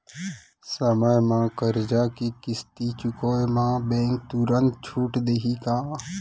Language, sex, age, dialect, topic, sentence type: Chhattisgarhi, male, 18-24, Central, banking, question